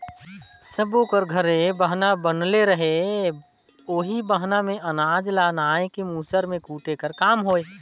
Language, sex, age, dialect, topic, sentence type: Chhattisgarhi, male, 18-24, Northern/Bhandar, agriculture, statement